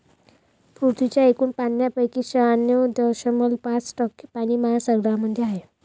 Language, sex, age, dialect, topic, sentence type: Marathi, female, 18-24, Varhadi, agriculture, statement